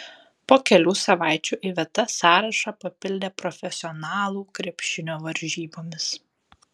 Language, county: Lithuanian, Telšiai